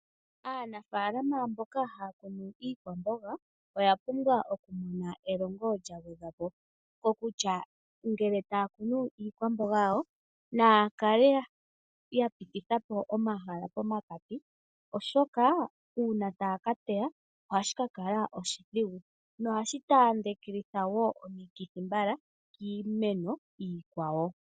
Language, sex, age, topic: Oshiwambo, male, 25-35, agriculture